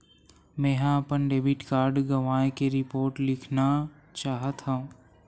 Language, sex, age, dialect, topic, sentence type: Chhattisgarhi, male, 18-24, Western/Budati/Khatahi, banking, statement